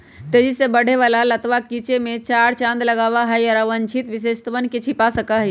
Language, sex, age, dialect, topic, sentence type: Magahi, female, 31-35, Western, agriculture, statement